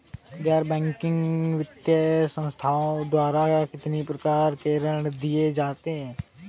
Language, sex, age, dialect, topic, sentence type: Hindi, male, 25-30, Awadhi Bundeli, banking, question